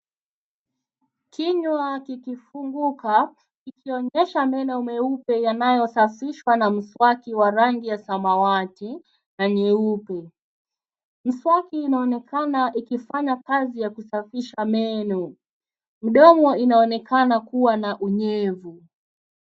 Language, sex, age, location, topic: Swahili, female, 18-24, Nairobi, health